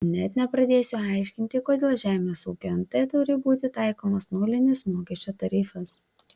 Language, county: Lithuanian, Vilnius